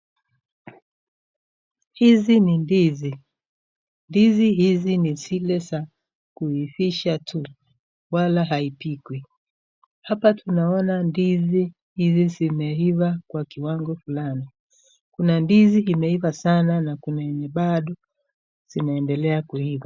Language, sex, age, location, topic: Swahili, female, 36-49, Nakuru, finance